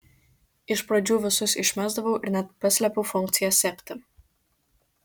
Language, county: Lithuanian, Kaunas